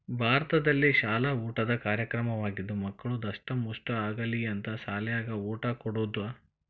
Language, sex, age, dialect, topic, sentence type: Kannada, male, 41-45, Dharwad Kannada, agriculture, statement